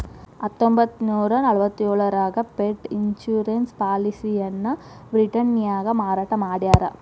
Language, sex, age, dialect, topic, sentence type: Kannada, female, 18-24, Dharwad Kannada, banking, statement